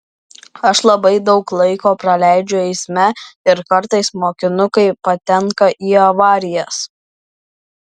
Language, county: Lithuanian, Vilnius